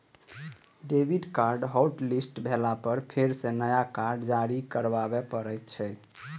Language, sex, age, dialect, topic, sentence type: Maithili, male, 18-24, Eastern / Thethi, banking, statement